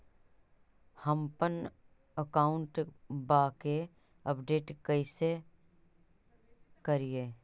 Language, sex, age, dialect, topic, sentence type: Magahi, female, 36-40, Central/Standard, banking, question